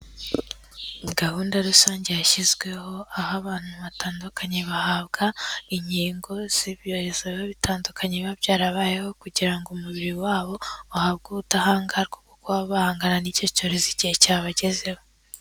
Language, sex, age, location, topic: Kinyarwanda, female, 18-24, Kigali, health